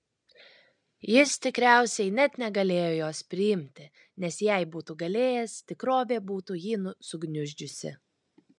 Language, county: Lithuanian, Kaunas